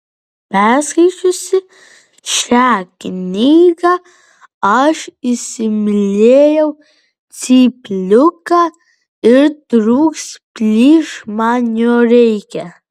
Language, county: Lithuanian, Vilnius